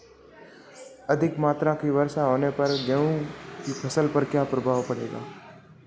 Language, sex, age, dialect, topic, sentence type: Hindi, male, 36-40, Marwari Dhudhari, agriculture, question